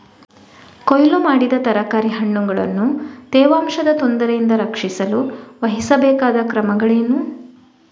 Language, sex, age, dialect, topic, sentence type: Kannada, female, 18-24, Coastal/Dakshin, agriculture, question